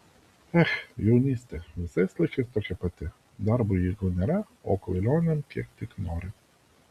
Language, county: Lithuanian, Vilnius